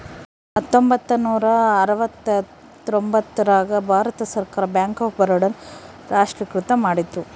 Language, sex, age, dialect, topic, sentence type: Kannada, female, 18-24, Central, banking, statement